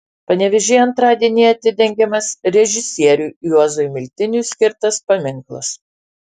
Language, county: Lithuanian, Alytus